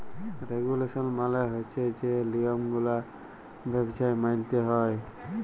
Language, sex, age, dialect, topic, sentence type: Bengali, female, 31-35, Jharkhandi, banking, statement